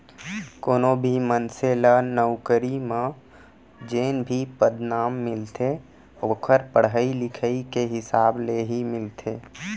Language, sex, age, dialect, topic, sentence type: Chhattisgarhi, female, 18-24, Central, banking, statement